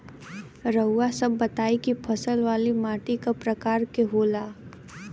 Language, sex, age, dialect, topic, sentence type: Bhojpuri, female, 18-24, Western, agriculture, question